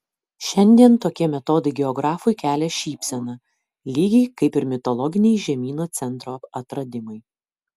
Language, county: Lithuanian, Kaunas